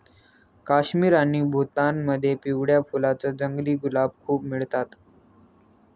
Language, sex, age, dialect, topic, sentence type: Marathi, male, 18-24, Northern Konkan, agriculture, statement